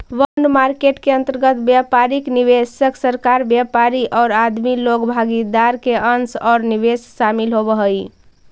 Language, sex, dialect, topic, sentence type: Magahi, female, Central/Standard, banking, statement